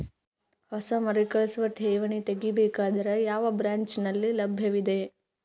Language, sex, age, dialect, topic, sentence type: Kannada, female, 18-24, Northeastern, banking, question